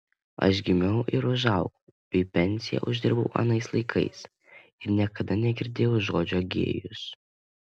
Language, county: Lithuanian, Panevėžys